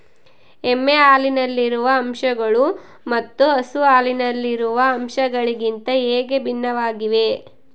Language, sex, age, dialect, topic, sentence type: Kannada, female, 56-60, Central, agriculture, question